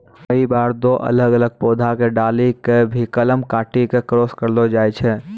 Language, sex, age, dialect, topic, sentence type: Maithili, male, 18-24, Angika, agriculture, statement